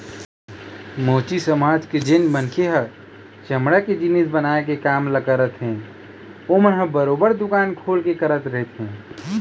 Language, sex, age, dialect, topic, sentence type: Chhattisgarhi, male, 18-24, Eastern, banking, statement